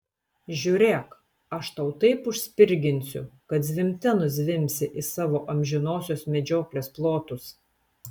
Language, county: Lithuanian, Telšiai